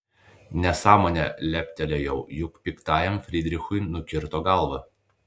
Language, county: Lithuanian, Klaipėda